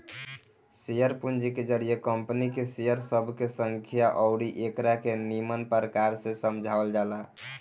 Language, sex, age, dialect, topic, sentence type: Bhojpuri, male, 18-24, Southern / Standard, banking, statement